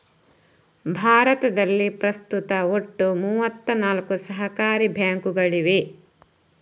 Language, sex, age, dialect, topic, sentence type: Kannada, female, 31-35, Coastal/Dakshin, banking, statement